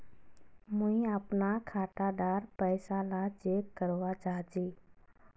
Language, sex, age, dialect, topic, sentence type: Magahi, female, 18-24, Northeastern/Surjapuri, banking, question